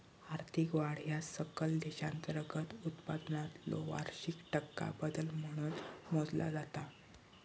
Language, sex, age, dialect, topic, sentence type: Marathi, male, 60-100, Southern Konkan, banking, statement